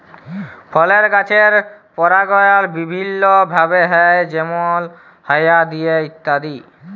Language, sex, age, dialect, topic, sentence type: Bengali, male, 18-24, Jharkhandi, agriculture, statement